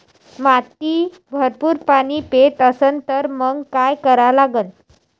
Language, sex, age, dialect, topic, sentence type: Marathi, female, 25-30, Varhadi, agriculture, question